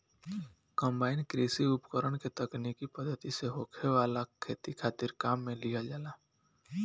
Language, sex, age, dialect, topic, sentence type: Bhojpuri, male, 18-24, Southern / Standard, agriculture, statement